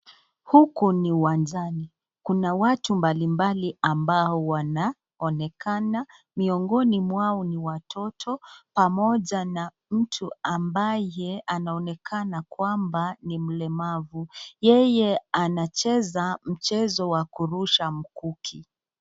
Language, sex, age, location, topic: Swahili, female, 25-35, Nakuru, education